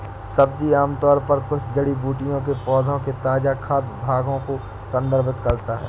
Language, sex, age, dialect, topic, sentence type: Hindi, male, 60-100, Awadhi Bundeli, agriculture, statement